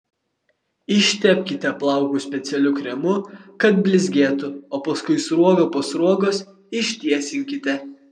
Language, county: Lithuanian, Vilnius